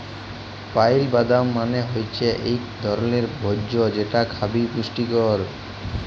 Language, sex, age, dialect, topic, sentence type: Bengali, male, 18-24, Jharkhandi, agriculture, statement